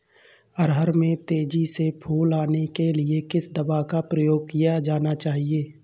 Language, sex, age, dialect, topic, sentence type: Hindi, male, 25-30, Awadhi Bundeli, agriculture, question